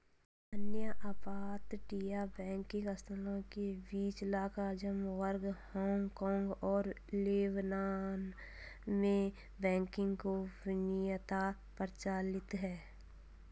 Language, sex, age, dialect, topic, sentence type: Hindi, female, 46-50, Hindustani Malvi Khadi Boli, banking, statement